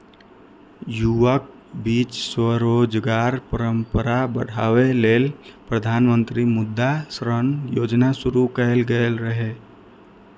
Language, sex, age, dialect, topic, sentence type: Maithili, male, 18-24, Eastern / Thethi, banking, statement